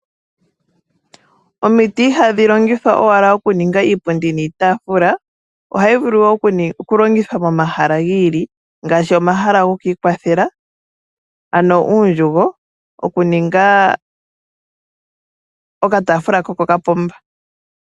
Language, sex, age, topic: Oshiwambo, female, 18-24, finance